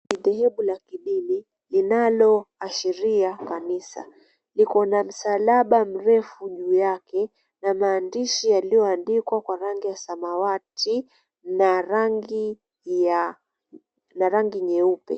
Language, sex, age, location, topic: Swahili, female, 25-35, Mombasa, government